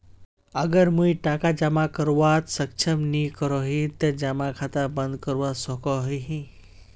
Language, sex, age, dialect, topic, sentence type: Magahi, male, 18-24, Northeastern/Surjapuri, banking, question